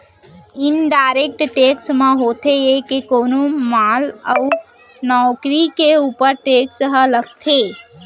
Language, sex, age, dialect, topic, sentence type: Chhattisgarhi, female, 18-24, Central, banking, statement